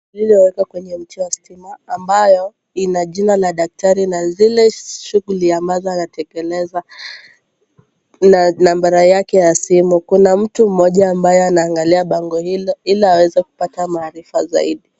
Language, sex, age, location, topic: Swahili, female, 18-24, Kisumu, health